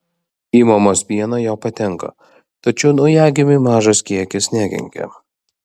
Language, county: Lithuanian, Vilnius